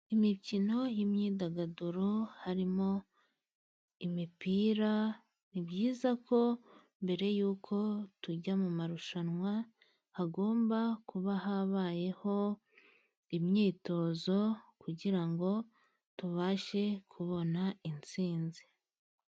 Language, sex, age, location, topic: Kinyarwanda, female, 25-35, Musanze, government